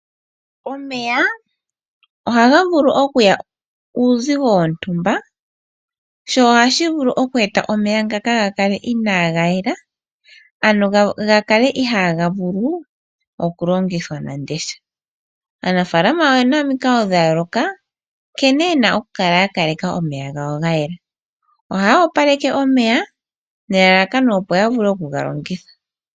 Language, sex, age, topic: Oshiwambo, female, 18-24, agriculture